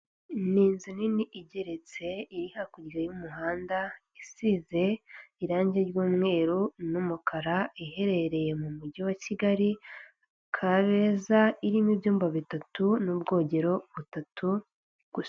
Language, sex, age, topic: Kinyarwanda, female, 18-24, finance